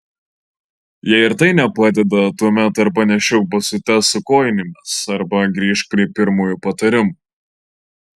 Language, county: Lithuanian, Marijampolė